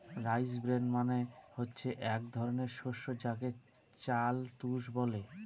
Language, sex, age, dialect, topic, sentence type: Bengali, male, 36-40, Northern/Varendri, agriculture, statement